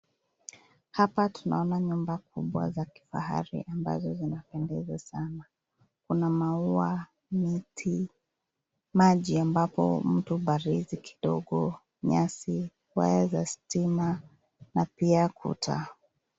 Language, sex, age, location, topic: Swahili, female, 25-35, Nairobi, finance